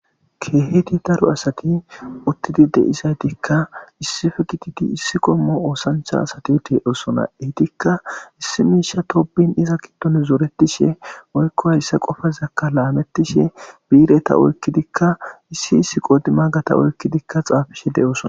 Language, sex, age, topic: Gamo, male, 25-35, government